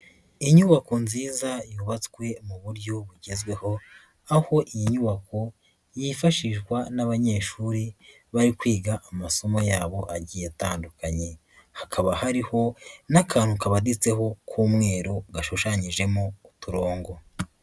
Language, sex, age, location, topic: Kinyarwanda, female, 50+, Nyagatare, education